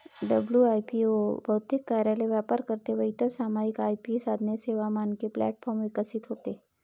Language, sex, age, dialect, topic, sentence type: Marathi, female, 51-55, Varhadi, banking, statement